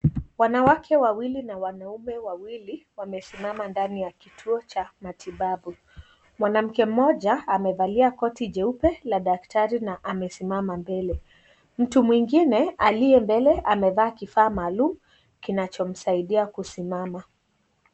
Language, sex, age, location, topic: Swahili, female, 18-24, Kisii, health